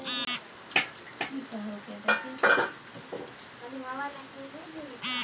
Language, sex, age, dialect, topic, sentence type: Maithili, male, 46-50, Bajjika, agriculture, statement